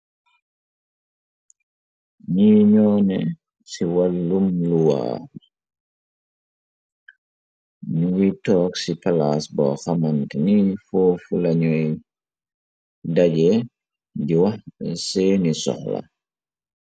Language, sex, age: Wolof, male, 25-35